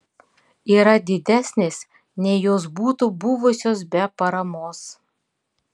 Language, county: Lithuanian, Klaipėda